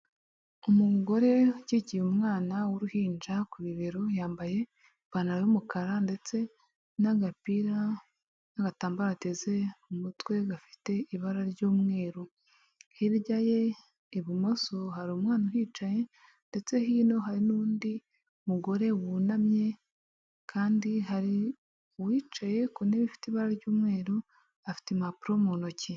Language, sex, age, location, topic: Kinyarwanda, female, 25-35, Huye, health